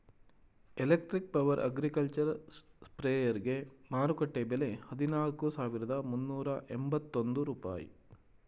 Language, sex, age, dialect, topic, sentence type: Kannada, male, 36-40, Mysore Kannada, agriculture, statement